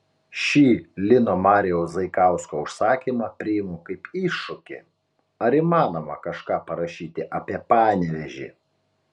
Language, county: Lithuanian, Utena